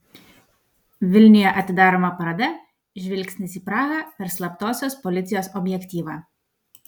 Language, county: Lithuanian, Vilnius